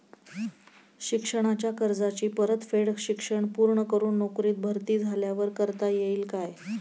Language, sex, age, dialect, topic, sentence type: Marathi, female, 31-35, Standard Marathi, banking, question